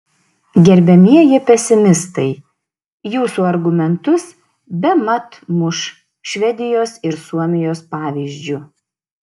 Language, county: Lithuanian, Šiauliai